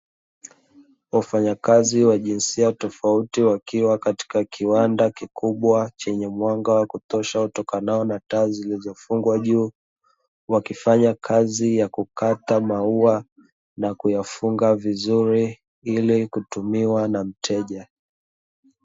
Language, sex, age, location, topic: Swahili, male, 25-35, Dar es Salaam, agriculture